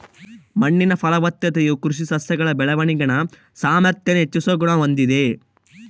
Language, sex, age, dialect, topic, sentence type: Kannada, male, 18-24, Central, agriculture, statement